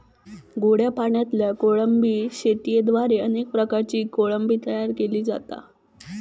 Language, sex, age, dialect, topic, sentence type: Marathi, female, 18-24, Southern Konkan, agriculture, statement